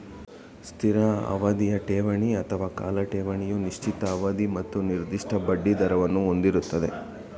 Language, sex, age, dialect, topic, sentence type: Kannada, male, 25-30, Mysore Kannada, banking, statement